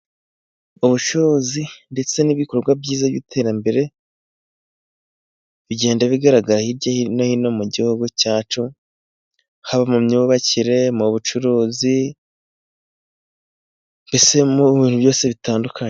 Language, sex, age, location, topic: Kinyarwanda, male, 18-24, Musanze, finance